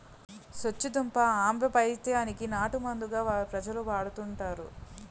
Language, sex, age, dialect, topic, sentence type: Telugu, female, 31-35, Utterandhra, agriculture, statement